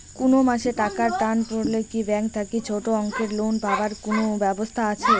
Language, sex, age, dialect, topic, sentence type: Bengali, female, 18-24, Rajbangshi, banking, question